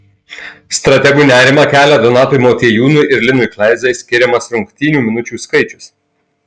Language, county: Lithuanian, Marijampolė